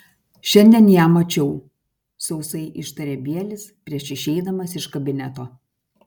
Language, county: Lithuanian, Kaunas